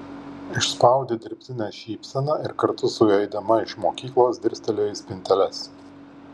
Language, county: Lithuanian, Kaunas